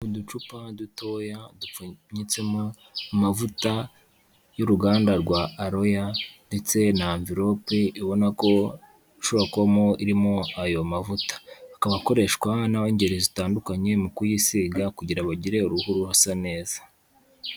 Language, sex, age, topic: Kinyarwanda, male, 25-35, health